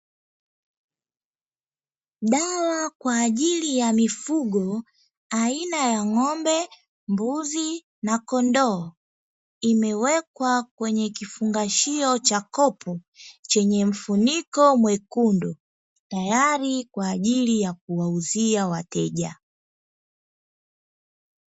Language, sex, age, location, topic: Swahili, female, 18-24, Dar es Salaam, agriculture